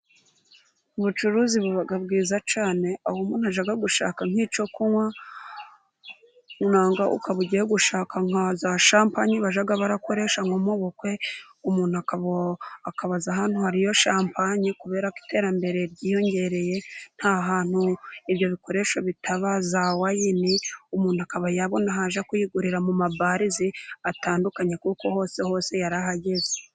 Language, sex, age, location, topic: Kinyarwanda, female, 25-35, Burera, finance